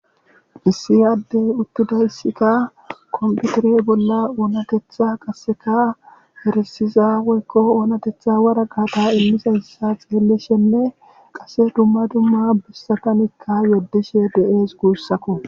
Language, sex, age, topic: Gamo, male, 36-49, government